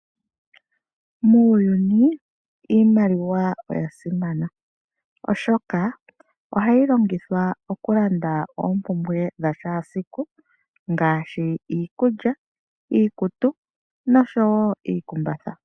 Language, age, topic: Oshiwambo, 25-35, finance